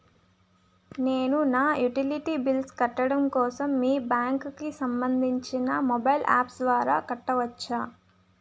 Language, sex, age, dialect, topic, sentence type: Telugu, female, 25-30, Utterandhra, banking, question